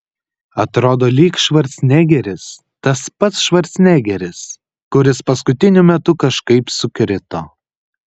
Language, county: Lithuanian, Kaunas